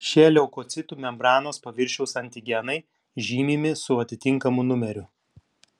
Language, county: Lithuanian, Klaipėda